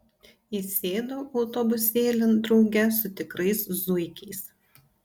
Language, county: Lithuanian, Panevėžys